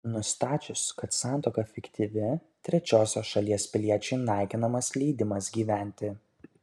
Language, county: Lithuanian, Kaunas